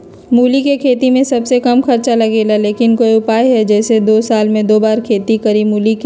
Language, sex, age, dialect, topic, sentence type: Magahi, female, 31-35, Western, agriculture, question